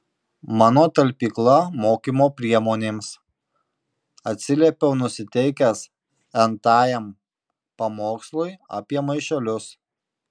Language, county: Lithuanian, Marijampolė